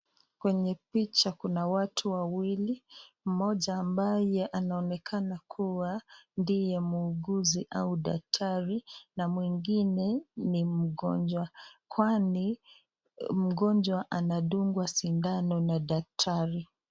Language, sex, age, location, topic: Swahili, female, 36-49, Nakuru, health